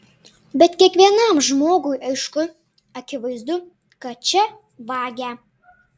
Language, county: Lithuanian, Panevėžys